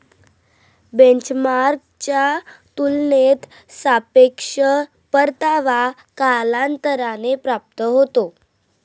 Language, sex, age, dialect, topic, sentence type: Marathi, female, 25-30, Varhadi, banking, statement